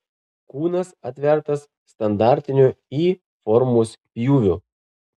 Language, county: Lithuanian, Marijampolė